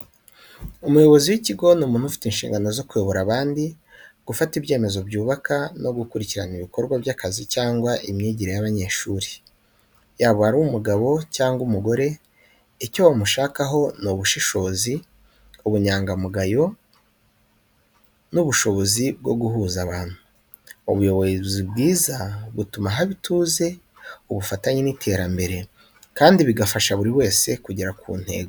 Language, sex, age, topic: Kinyarwanda, male, 25-35, education